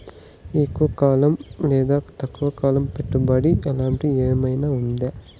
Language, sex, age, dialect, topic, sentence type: Telugu, male, 18-24, Southern, banking, question